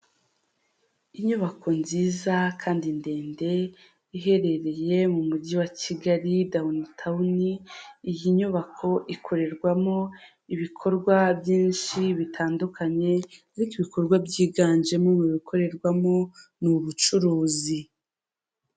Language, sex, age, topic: Kinyarwanda, female, 25-35, finance